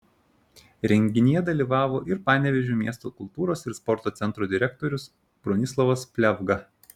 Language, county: Lithuanian, Šiauliai